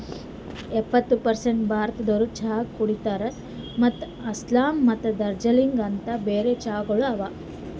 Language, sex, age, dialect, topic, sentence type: Kannada, female, 18-24, Northeastern, agriculture, statement